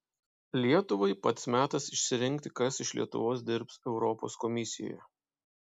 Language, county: Lithuanian, Panevėžys